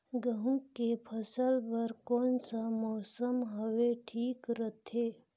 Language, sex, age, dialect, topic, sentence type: Chhattisgarhi, female, 31-35, Northern/Bhandar, agriculture, question